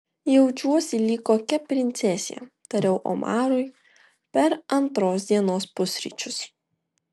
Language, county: Lithuanian, Vilnius